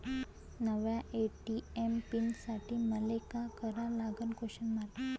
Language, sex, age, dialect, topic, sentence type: Marathi, female, 18-24, Varhadi, banking, question